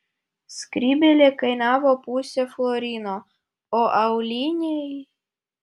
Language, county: Lithuanian, Vilnius